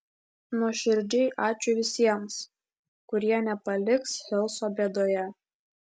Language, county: Lithuanian, Klaipėda